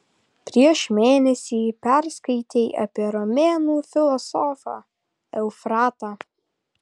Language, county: Lithuanian, Kaunas